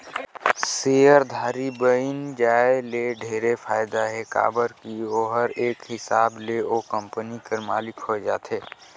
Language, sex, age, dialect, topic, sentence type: Chhattisgarhi, male, 18-24, Northern/Bhandar, banking, statement